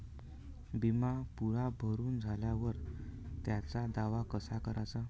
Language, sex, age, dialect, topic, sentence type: Marathi, male, 31-35, Varhadi, banking, question